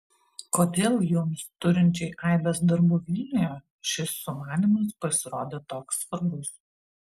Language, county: Lithuanian, Vilnius